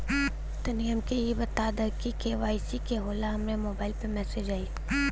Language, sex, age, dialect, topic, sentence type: Bhojpuri, female, 18-24, Western, banking, question